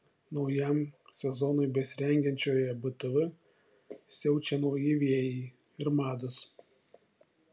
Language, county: Lithuanian, Šiauliai